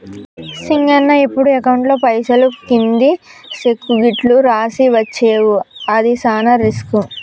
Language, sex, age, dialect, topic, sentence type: Telugu, male, 18-24, Telangana, banking, statement